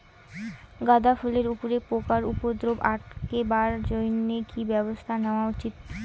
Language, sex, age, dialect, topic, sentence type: Bengali, female, 18-24, Rajbangshi, agriculture, question